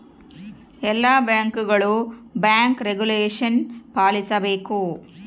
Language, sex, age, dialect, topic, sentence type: Kannada, female, 36-40, Central, banking, statement